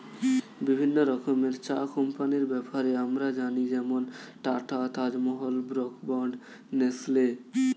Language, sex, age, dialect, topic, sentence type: Bengali, male, 18-24, Standard Colloquial, agriculture, statement